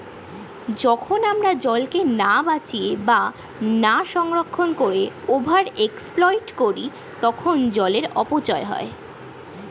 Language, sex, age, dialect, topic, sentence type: Bengali, female, 36-40, Standard Colloquial, agriculture, statement